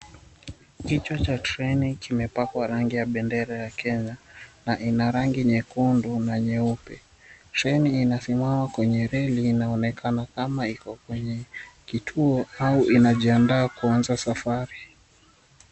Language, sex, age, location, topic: Swahili, male, 25-35, Mombasa, government